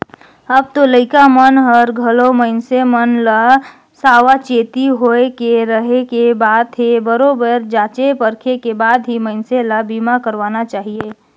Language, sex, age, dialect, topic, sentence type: Chhattisgarhi, female, 18-24, Northern/Bhandar, banking, statement